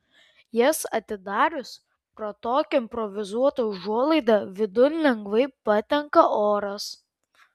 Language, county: Lithuanian, Kaunas